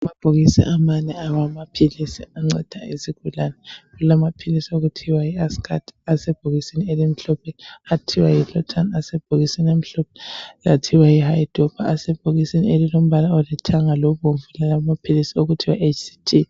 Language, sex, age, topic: North Ndebele, female, 36-49, health